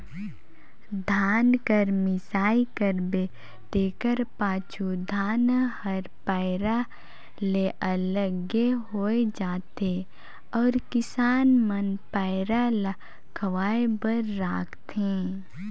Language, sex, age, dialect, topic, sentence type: Chhattisgarhi, female, 18-24, Northern/Bhandar, agriculture, statement